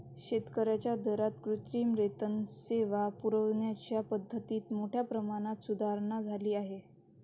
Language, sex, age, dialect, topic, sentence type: Marathi, female, 18-24, Varhadi, agriculture, statement